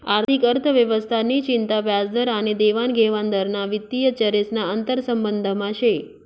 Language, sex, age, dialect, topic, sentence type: Marathi, female, 25-30, Northern Konkan, banking, statement